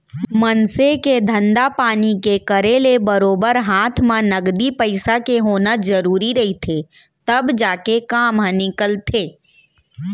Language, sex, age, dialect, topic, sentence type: Chhattisgarhi, female, 60-100, Central, banking, statement